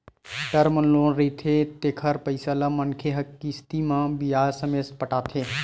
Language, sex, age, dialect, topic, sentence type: Chhattisgarhi, male, 18-24, Western/Budati/Khatahi, banking, statement